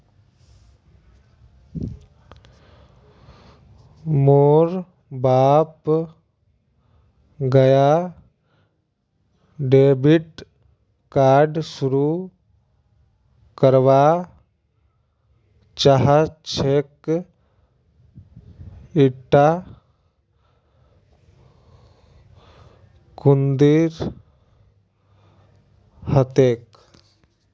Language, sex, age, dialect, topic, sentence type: Magahi, male, 18-24, Northeastern/Surjapuri, banking, statement